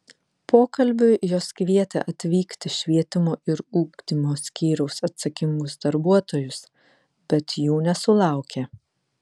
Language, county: Lithuanian, Vilnius